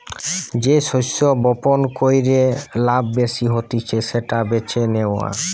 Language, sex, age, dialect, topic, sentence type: Bengali, male, 18-24, Western, agriculture, statement